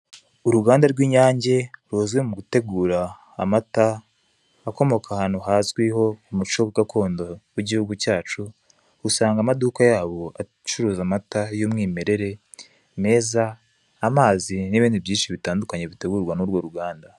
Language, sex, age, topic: Kinyarwanda, male, 18-24, finance